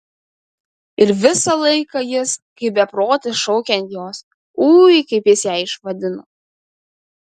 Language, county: Lithuanian, Kaunas